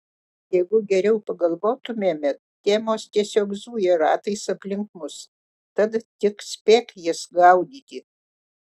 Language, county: Lithuanian, Utena